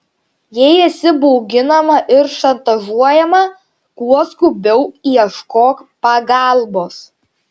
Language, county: Lithuanian, Šiauliai